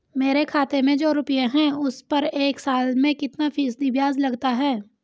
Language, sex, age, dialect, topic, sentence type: Hindi, female, 18-24, Hindustani Malvi Khadi Boli, banking, question